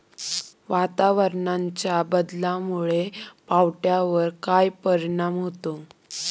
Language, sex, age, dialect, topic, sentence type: Marathi, female, 18-24, Standard Marathi, agriculture, question